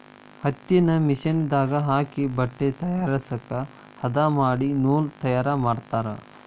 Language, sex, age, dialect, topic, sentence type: Kannada, male, 18-24, Dharwad Kannada, agriculture, statement